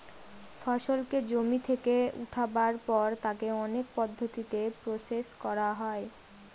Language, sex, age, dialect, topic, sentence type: Bengali, female, 18-24, Northern/Varendri, agriculture, statement